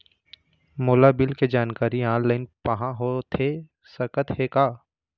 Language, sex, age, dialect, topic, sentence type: Chhattisgarhi, male, 25-30, Eastern, banking, question